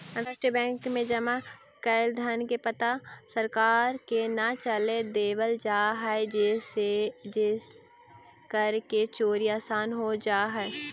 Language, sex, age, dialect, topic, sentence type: Magahi, female, 18-24, Central/Standard, agriculture, statement